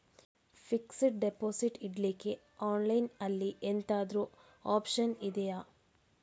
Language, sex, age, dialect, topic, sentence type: Kannada, female, 36-40, Coastal/Dakshin, banking, question